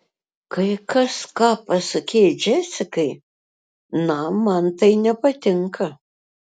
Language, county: Lithuanian, Utena